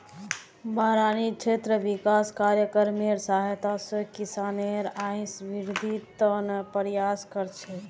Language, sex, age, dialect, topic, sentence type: Magahi, female, 18-24, Northeastern/Surjapuri, agriculture, statement